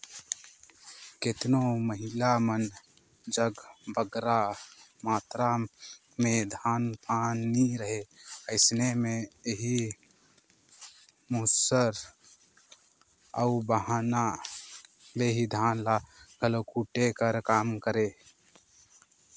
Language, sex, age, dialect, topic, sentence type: Chhattisgarhi, male, 18-24, Northern/Bhandar, agriculture, statement